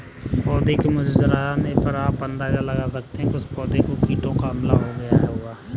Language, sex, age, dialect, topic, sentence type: Hindi, male, 25-30, Kanauji Braj Bhasha, agriculture, statement